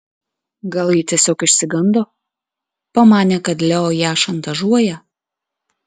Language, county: Lithuanian, Klaipėda